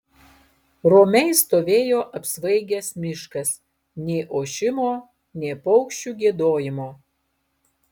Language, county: Lithuanian, Alytus